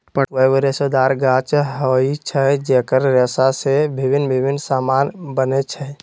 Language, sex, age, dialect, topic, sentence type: Magahi, male, 60-100, Western, agriculture, statement